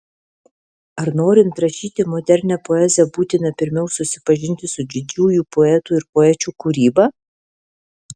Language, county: Lithuanian, Alytus